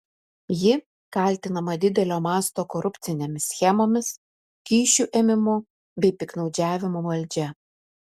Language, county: Lithuanian, Utena